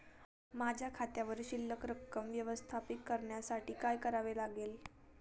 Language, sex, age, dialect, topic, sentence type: Marathi, female, 18-24, Standard Marathi, banking, question